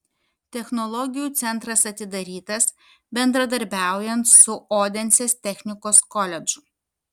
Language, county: Lithuanian, Kaunas